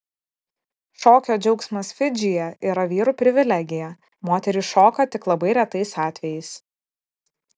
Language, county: Lithuanian, Vilnius